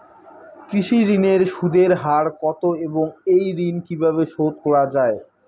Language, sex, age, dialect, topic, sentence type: Bengali, male, 18-24, Rajbangshi, agriculture, question